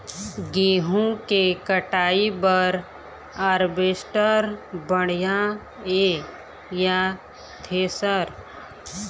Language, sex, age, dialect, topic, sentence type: Chhattisgarhi, female, 25-30, Eastern, agriculture, question